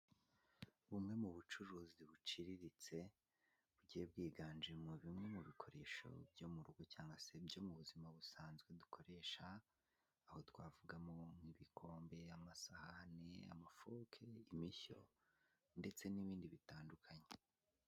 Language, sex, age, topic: Kinyarwanda, male, 18-24, finance